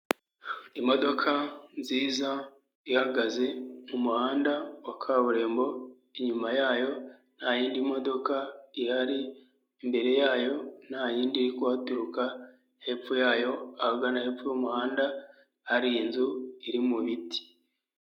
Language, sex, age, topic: Kinyarwanda, male, 25-35, government